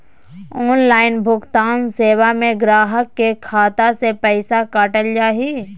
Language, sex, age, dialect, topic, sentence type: Magahi, female, 18-24, Southern, banking, statement